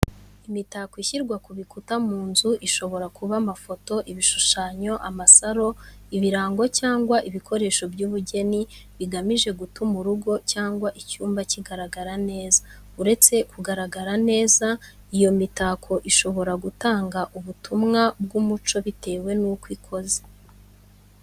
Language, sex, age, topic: Kinyarwanda, female, 25-35, education